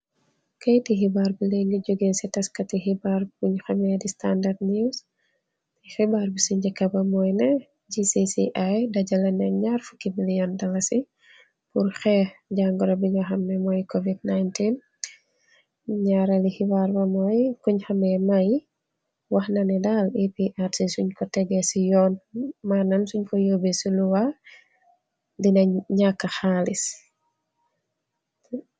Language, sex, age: Wolof, female, 25-35